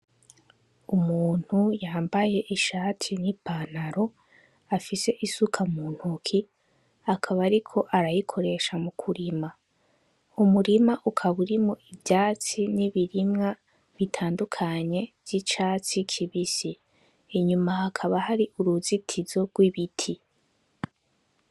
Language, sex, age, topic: Rundi, female, 18-24, agriculture